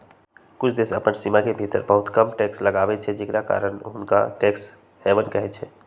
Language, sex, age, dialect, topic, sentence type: Magahi, male, 18-24, Western, banking, statement